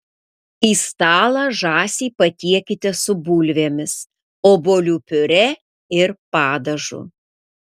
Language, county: Lithuanian, Panevėžys